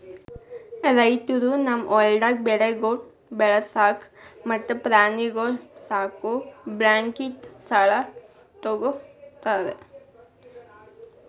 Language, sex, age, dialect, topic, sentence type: Kannada, female, 25-30, Northeastern, agriculture, statement